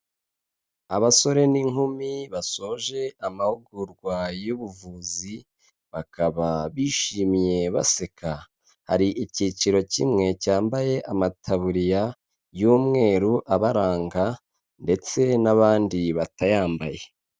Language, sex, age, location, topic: Kinyarwanda, male, 25-35, Kigali, health